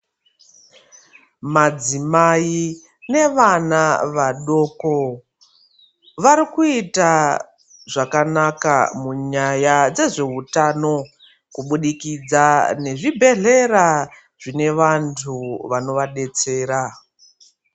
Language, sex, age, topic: Ndau, female, 36-49, health